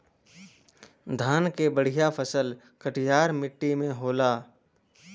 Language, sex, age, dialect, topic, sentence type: Bhojpuri, male, 18-24, Western, agriculture, statement